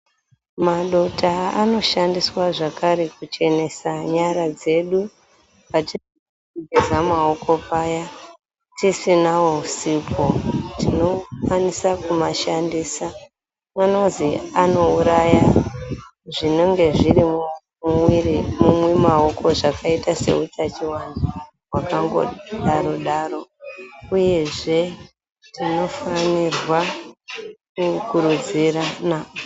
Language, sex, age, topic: Ndau, female, 36-49, health